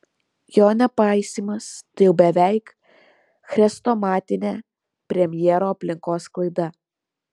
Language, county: Lithuanian, Vilnius